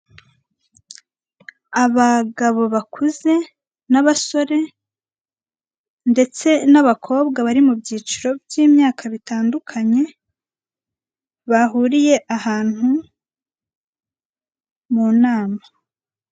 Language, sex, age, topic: Kinyarwanda, female, 25-35, finance